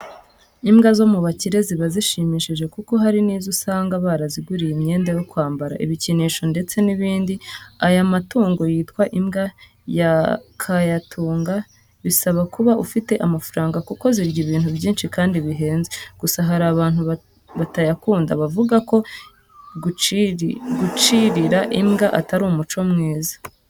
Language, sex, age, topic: Kinyarwanda, female, 25-35, education